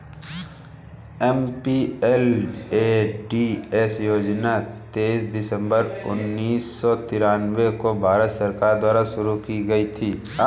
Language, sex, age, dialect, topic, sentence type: Hindi, female, 18-24, Awadhi Bundeli, banking, statement